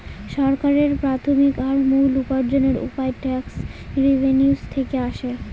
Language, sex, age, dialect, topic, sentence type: Bengali, female, 18-24, Northern/Varendri, banking, statement